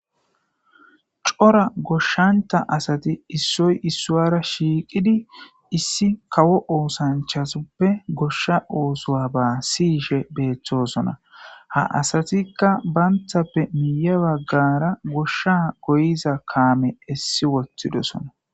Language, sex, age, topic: Gamo, male, 18-24, agriculture